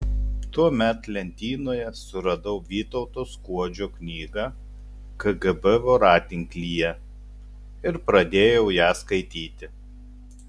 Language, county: Lithuanian, Telšiai